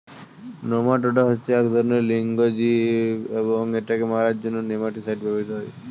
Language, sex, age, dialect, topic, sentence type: Bengali, male, 18-24, Standard Colloquial, agriculture, statement